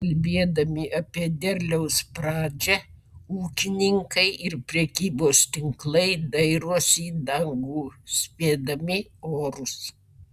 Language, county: Lithuanian, Vilnius